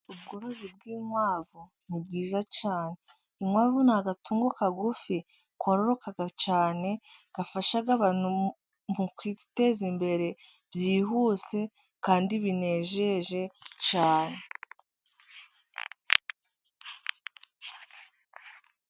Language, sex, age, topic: Kinyarwanda, female, 18-24, agriculture